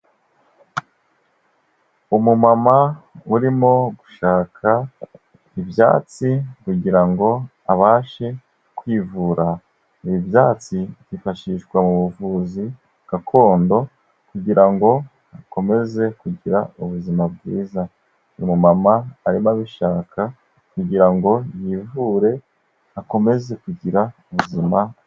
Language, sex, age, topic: Kinyarwanda, male, 25-35, health